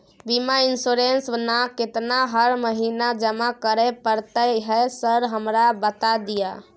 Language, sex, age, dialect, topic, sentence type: Maithili, female, 18-24, Bajjika, banking, question